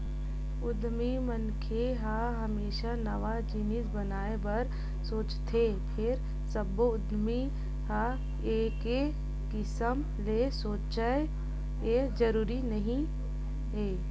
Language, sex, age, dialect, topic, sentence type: Chhattisgarhi, female, 18-24, Western/Budati/Khatahi, banking, statement